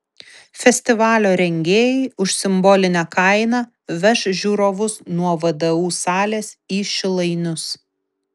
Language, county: Lithuanian, Vilnius